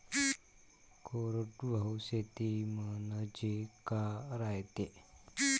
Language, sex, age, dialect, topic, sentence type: Marathi, male, 25-30, Varhadi, agriculture, question